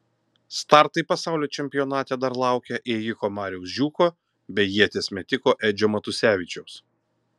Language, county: Lithuanian, Kaunas